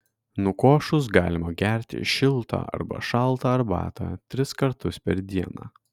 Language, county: Lithuanian, Kaunas